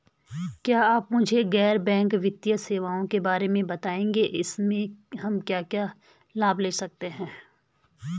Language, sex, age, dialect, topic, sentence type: Hindi, female, 41-45, Garhwali, banking, question